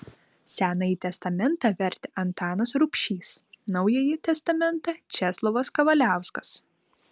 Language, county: Lithuanian, Vilnius